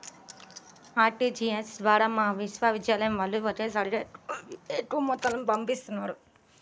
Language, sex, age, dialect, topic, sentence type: Telugu, female, 18-24, Central/Coastal, banking, statement